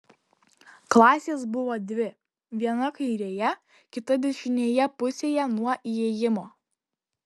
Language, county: Lithuanian, Kaunas